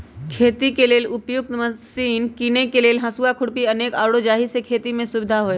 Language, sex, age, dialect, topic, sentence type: Magahi, male, 31-35, Western, agriculture, statement